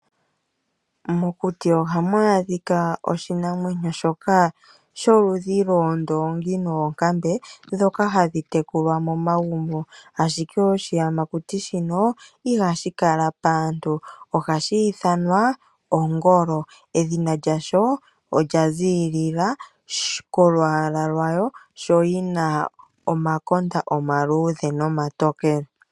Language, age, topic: Oshiwambo, 25-35, agriculture